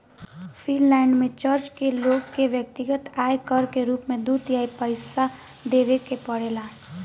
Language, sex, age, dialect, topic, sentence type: Bhojpuri, female, <18, Southern / Standard, banking, statement